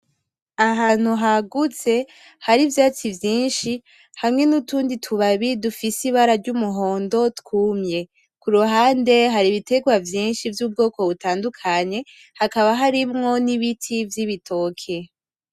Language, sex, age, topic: Rundi, female, 18-24, agriculture